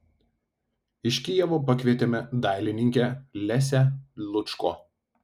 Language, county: Lithuanian, Telšiai